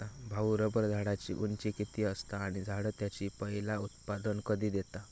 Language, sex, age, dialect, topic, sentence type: Marathi, male, 18-24, Southern Konkan, agriculture, statement